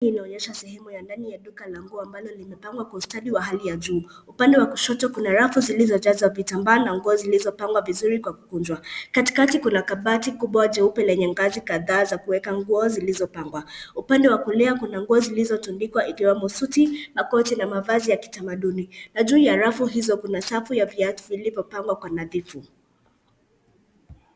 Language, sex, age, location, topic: Swahili, male, 18-24, Nairobi, finance